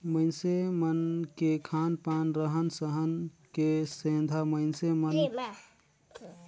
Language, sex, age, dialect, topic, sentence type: Chhattisgarhi, male, 31-35, Northern/Bhandar, banking, statement